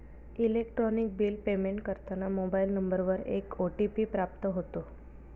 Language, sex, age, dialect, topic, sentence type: Marathi, female, 31-35, Northern Konkan, banking, statement